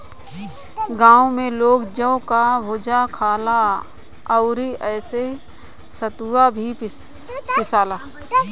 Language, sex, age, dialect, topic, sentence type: Bhojpuri, male, 25-30, Northern, agriculture, statement